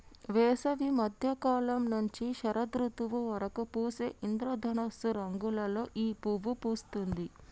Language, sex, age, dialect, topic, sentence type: Telugu, female, 60-100, Telangana, agriculture, statement